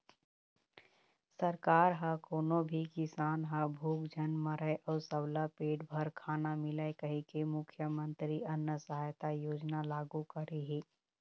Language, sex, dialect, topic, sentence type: Chhattisgarhi, female, Eastern, agriculture, statement